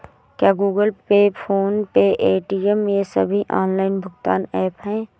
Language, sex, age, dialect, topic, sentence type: Hindi, female, 18-24, Awadhi Bundeli, banking, question